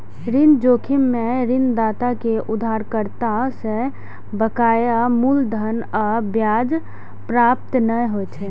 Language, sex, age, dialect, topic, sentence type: Maithili, female, 18-24, Eastern / Thethi, banking, statement